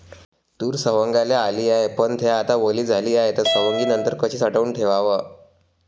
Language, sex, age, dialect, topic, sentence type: Marathi, male, 25-30, Varhadi, agriculture, question